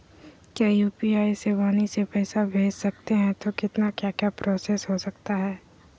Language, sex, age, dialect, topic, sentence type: Magahi, female, 51-55, Southern, banking, question